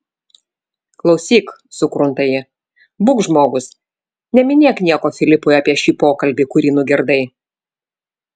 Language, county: Lithuanian, Vilnius